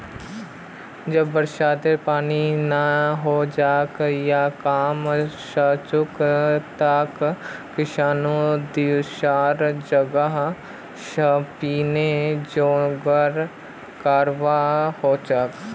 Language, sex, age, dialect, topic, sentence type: Magahi, male, 18-24, Northeastern/Surjapuri, agriculture, statement